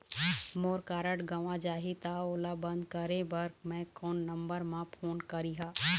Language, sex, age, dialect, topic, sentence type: Chhattisgarhi, female, 25-30, Eastern, banking, question